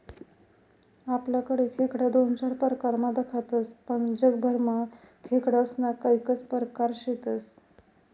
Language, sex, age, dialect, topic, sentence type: Marathi, female, 25-30, Northern Konkan, agriculture, statement